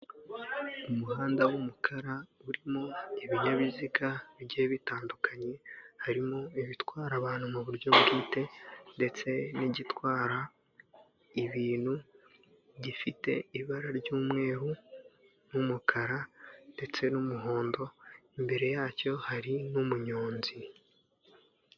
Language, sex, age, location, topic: Kinyarwanda, male, 25-35, Kigali, government